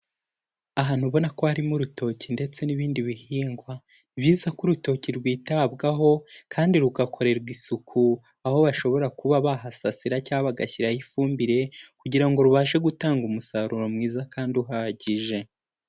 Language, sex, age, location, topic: Kinyarwanda, male, 18-24, Kigali, agriculture